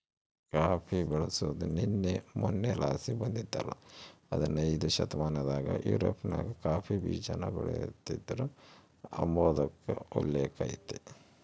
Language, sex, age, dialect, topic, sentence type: Kannada, male, 46-50, Central, agriculture, statement